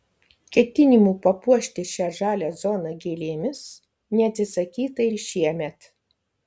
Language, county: Lithuanian, Kaunas